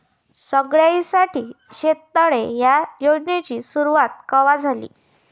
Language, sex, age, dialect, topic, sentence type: Marathi, female, 18-24, Varhadi, agriculture, question